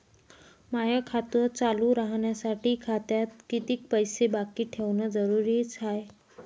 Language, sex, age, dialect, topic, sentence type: Marathi, female, 25-30, Varhadi, banking, question